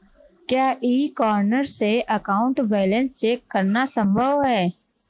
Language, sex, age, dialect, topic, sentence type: Hindi, female, 25-30, Marwari Dhudhari, banking, question